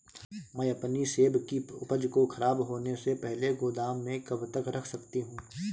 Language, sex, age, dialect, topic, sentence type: Hindi, male, 25-30, Awadhi Bundeli, agriculture, question